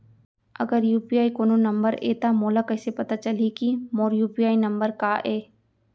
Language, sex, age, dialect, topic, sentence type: Chhattisgarhi, female, 25-30, Central, banking, question